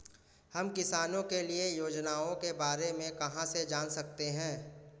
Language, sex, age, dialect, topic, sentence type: Hindi, male, 25-30, Marwari Dhudhari, agriculture, question